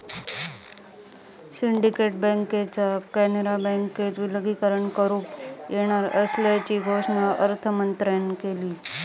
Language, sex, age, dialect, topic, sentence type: Marathi, female, 31-35, Southern Konkan, banking, statement